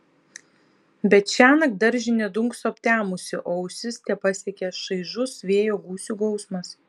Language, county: Lithuanian, Vilnius